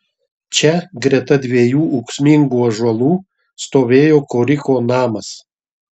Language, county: Lithuanian, Marijampolė